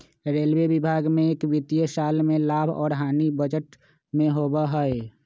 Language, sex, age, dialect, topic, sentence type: Magahi, male, 25-30, Western, banking, statement